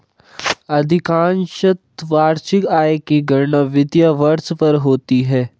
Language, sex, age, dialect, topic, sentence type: Hindi, male, 18-24, Hindustani Malvi Khadi Boli, banking, statement